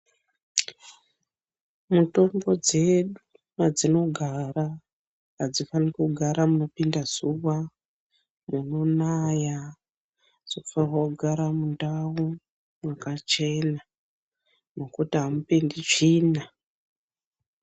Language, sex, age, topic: Ndau, female, 36-49, health